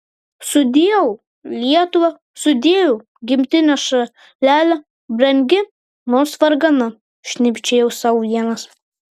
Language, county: Lithuanian, Vilnius